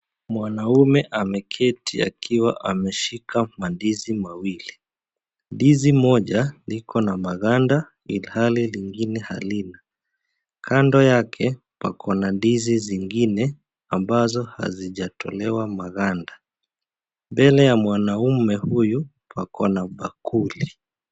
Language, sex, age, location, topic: Swahili, male, 25-35, Kisii, agriculture